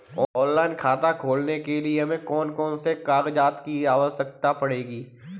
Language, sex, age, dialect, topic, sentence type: Hindi, male, 25-30, Kanauji Braj Bhasha, banking, question